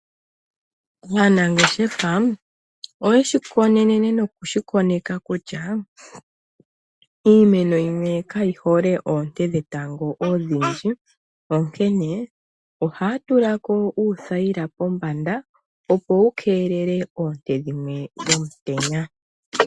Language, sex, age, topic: Oshiwambo, male, 25-35, agriculture